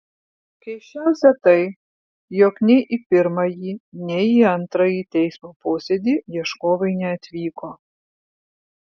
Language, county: Lithuanian, Vilnius